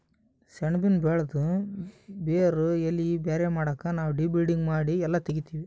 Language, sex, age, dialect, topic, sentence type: Kannada, male, 18-24, Northeastern, agriculture, statement